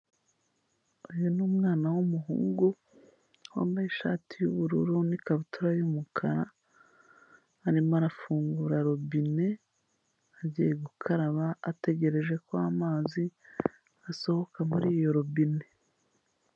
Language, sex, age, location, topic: Kinyarwanda, female, 25-35, Kigali, health